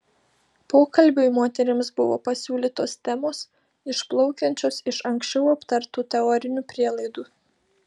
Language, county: Lithuanian, Panevėžys